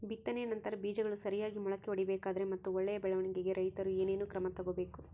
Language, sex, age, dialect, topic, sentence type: Kannada, female, 18-24, Central, agriculture, question